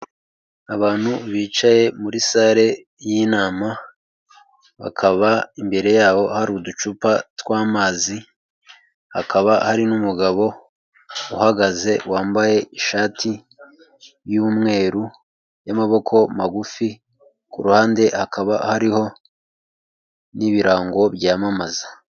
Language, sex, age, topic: Kinyarwanda, male, 25-35, government